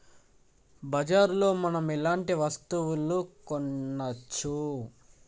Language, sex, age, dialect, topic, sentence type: Telugu, male, 18-24, Telangana, agriculture, question